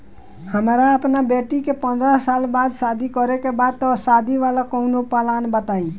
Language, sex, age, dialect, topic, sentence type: Bhojpuri, male, 18-24, Northern, banking, question